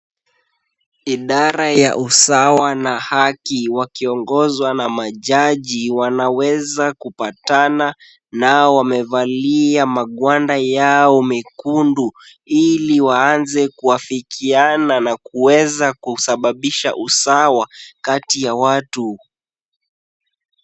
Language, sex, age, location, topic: Swahili, male, 18-24, Kisumu, government